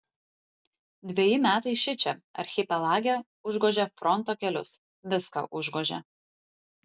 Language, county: Lithuanian, Vilnius